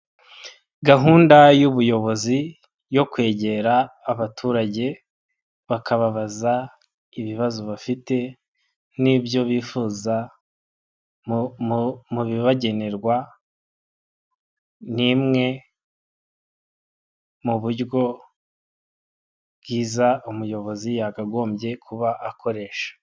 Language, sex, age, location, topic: Kinyarwanda, male, 25-35, Nyagatare, government